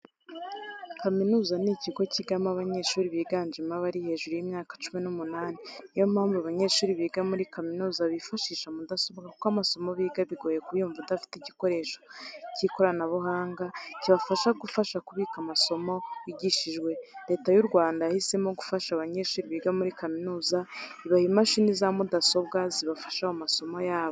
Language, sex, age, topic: Kinyarwanda, female, 25-35, education